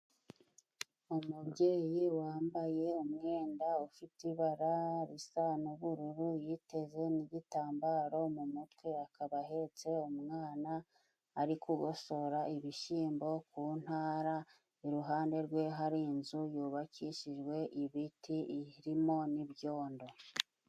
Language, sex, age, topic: Kinyarwanda, female, 25-35, agriculture